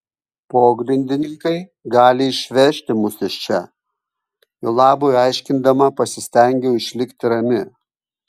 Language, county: Lithuanian, Kaunas